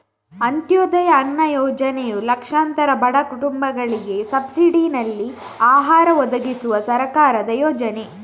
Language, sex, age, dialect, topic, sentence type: Kannada, female, 18-24, Coastal/Dakshin, agriculture, statement